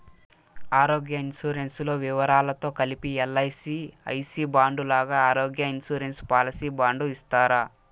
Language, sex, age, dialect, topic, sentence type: Telugu, male, 18-24, Southern, banking, question